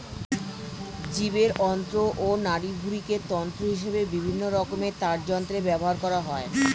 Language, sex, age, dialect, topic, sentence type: Bengali, male, 41-45, Standard Colloquial, agriculture, statement